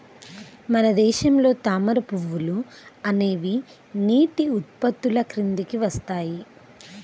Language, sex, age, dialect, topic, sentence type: Telugu, female, 31-35, Central/Coastal, agriculture, statement